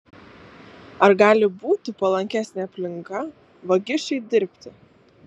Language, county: Lithuanian, Alytus